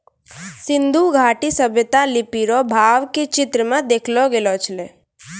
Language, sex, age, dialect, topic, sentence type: Maithili, female, 25-30, Angika, agriculture, statement